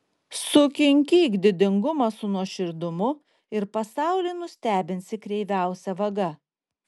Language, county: Lithuanian, Klaipėda